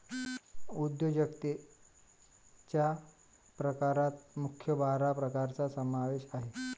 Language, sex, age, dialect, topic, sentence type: Marathi, male, 25-30, Varhadi, banking, statement